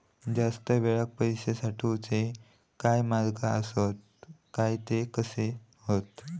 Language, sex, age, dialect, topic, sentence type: Marathi, male, 18-24, Southern Konkan, banking, question